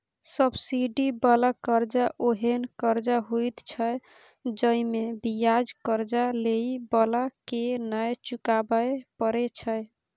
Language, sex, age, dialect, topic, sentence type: Maithili, female, 18-24, Bajjika, banking, statement